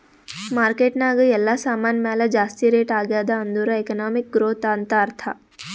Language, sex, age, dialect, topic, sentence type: Kannada, female, 18-24, Northeastern, banking, statement